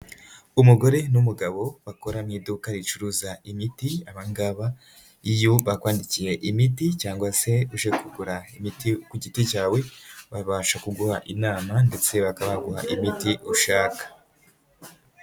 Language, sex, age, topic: Kinyarwanda, female, 18-24, health